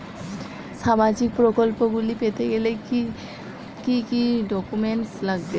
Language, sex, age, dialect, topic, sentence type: Bengali, female, 18-24, Western, banking, question